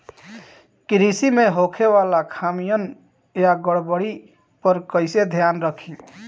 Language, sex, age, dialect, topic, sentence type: Bhojpuri, male, 31-35, Southern / Standard, agriculture, question